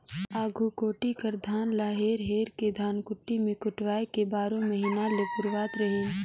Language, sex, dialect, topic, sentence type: Chhattisgarhi, female, Northern/Bhandar, agriculture, statement